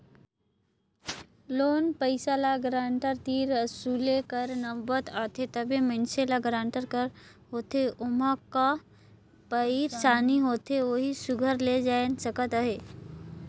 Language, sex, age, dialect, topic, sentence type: Chhattisgarhi, male, 56-60, Northern/Bhandar, banking, statement